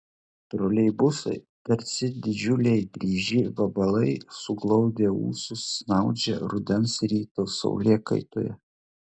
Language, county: Lithuanian, Klaipėda